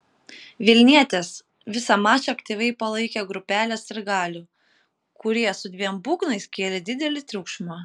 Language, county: Lithuanian, Kaunas